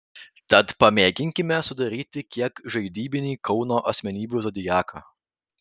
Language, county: Lithuanian, Vilnius